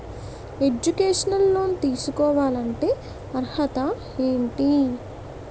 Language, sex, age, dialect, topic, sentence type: Telugu, female, 18-24, Utterandhra, banking, question